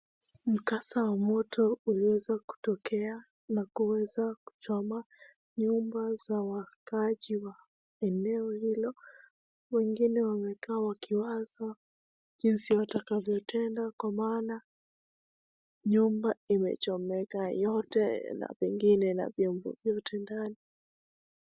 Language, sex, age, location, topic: Swahili, female, 18-24, Wajir, health